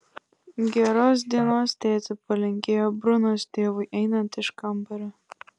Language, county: Lithuanian, Klaipėda